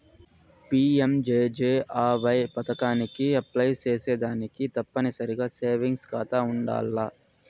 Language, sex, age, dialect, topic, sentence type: Telugu, male, 46-50, Southern, banking, statement